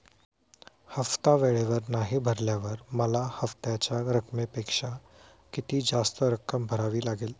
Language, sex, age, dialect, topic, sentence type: Marathi, male, 25-30, Standard Marathi, banking, question